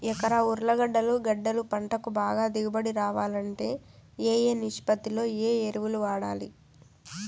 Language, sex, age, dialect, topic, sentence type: Telugu, female, 18-24, Southern, agriculture, question